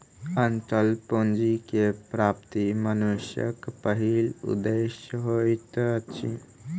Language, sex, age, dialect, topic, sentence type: Maithili, male, 18-24, Southern/Standard, banking, statement